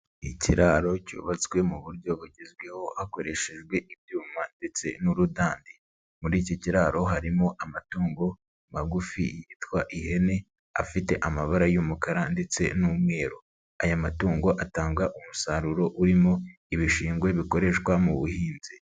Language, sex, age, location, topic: Kinyarwanda, male, 36-49, Nyagatare, agriculture